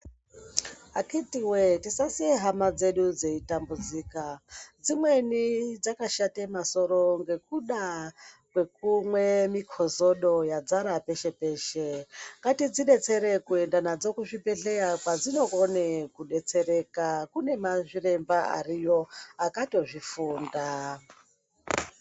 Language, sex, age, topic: Ndau, female, 50+, health